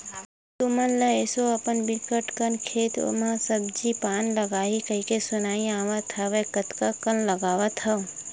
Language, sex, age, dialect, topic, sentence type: Chhattisgarhi, female, 18-24, Western/Budati/Khatahi, agriculture, statement